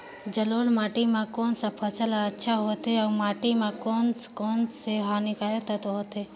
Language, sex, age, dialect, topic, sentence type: Chhattisgarhi, female, 18-24, Northern/Bhandar, agriculture, question